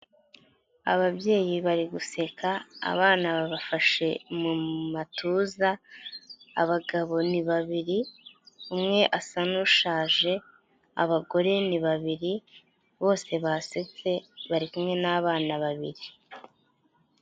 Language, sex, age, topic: Kinyarwanda, female, 25-35, health